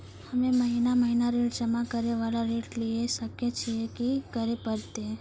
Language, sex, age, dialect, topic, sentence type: Maithili, female, 51-55, Angika, banking, question